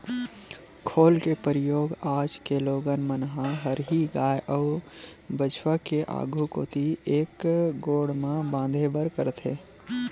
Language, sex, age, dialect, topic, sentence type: Chhattisgarhi, male, 25-30, Western/Budati/Khatahi, agriculture, statement